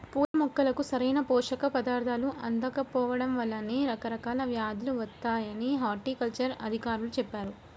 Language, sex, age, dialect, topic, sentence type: Telugu, female, 18-24, Central/Coastal, agriculture, statement